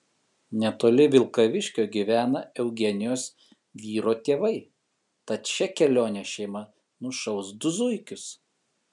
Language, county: Lithuanian, Kaunas